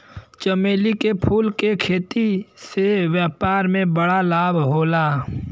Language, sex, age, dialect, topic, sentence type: Bhojpuri, male, 18-24, Western, agriculture, statement